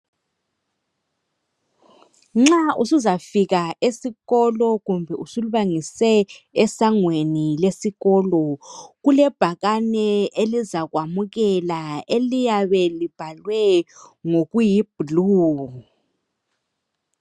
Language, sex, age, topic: North Ndebele, male, 50+, education